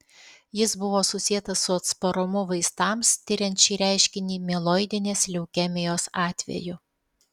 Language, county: Lithuanian, Alytus